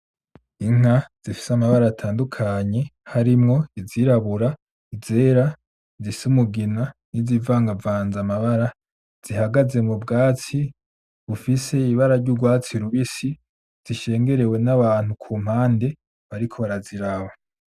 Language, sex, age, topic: Rundi, male, 18-24, agriculture